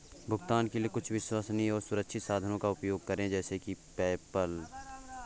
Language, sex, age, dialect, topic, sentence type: Hindi, male, 18-24, Awadhi Bundeli, banking, statement